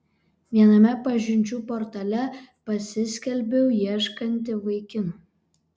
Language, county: Lithuanian, Kaunas